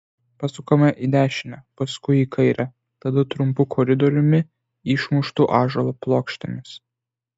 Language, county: Lithuanian, Vilnius